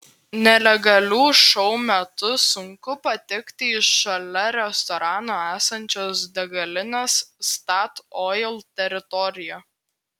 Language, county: Lithuanian, Klaipėda